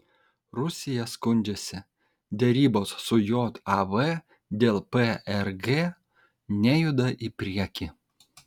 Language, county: Lithuanian, Kaunas